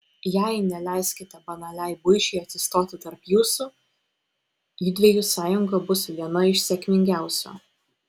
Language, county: Lithuanian, Vilnius